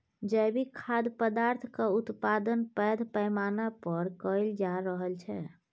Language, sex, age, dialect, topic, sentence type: Maithili, female, 31-35, Bajjika, agriculture, statement